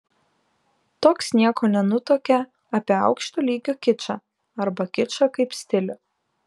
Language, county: Lithuanian, Kaunas